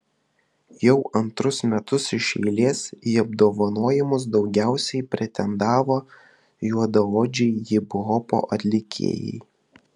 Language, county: Lithuanian, Vilnius